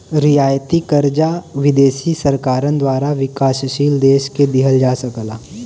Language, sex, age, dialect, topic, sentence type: Bhojpuri, male, 18-24, Western, banking, statement